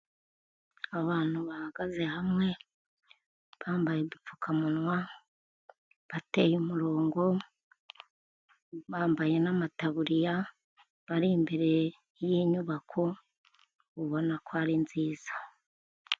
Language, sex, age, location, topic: Kinyarwanda, female, 50+, Kigali, health